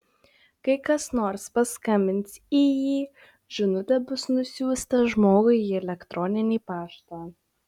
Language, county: Lithuanian, Šiauliai